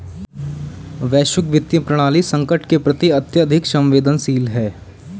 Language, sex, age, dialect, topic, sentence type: Hindi, male, 18-24, Kanauji Braj Bhasha, banking, statement